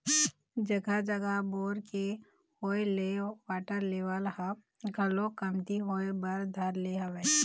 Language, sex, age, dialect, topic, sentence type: Chhattisgarhi, female, 25-30, Eastern, agriculture, statement